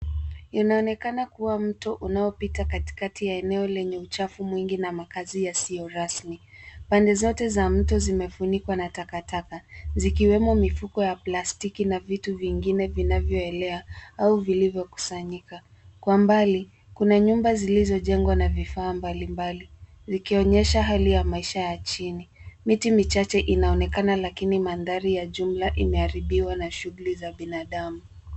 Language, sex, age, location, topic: Swahili, female, 18-24, Nairobi, government